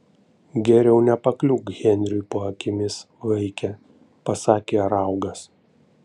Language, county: Lithuanian, Panevėžys